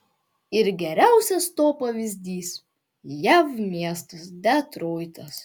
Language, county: Lithuanian, Panevėžys